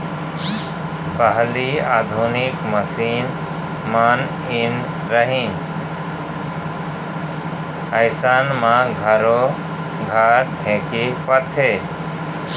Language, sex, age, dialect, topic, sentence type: Chhattisgarhi, male, 41-45, Central, agriculture, statement